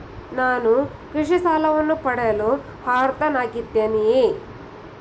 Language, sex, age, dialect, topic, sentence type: Kannada, female, 41-45, Mysore Kannada, banking, question